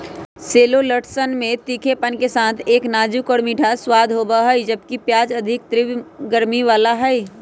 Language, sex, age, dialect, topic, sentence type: Magahi, male, 25-30, Western, agriculture, statement